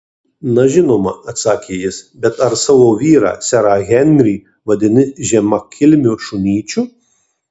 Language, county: Lithuanian, Marijampolė